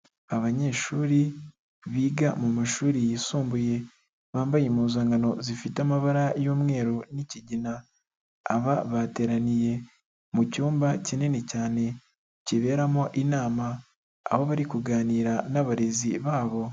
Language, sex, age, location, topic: Kinyarwanda, male, 36-49, Nyagatare, education